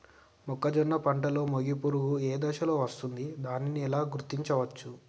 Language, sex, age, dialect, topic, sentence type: Telugu, male, 18-24, Telangana, agriculture, question